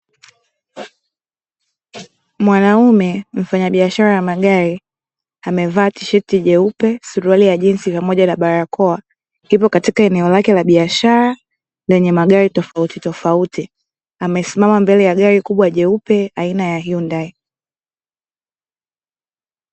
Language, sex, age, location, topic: Swahili, female, 18-24, Dar es Salaam, finance